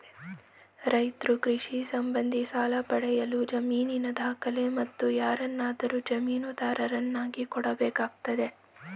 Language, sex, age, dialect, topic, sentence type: Kannada, male, 18-24, Mysore Kannada, agriculture, statement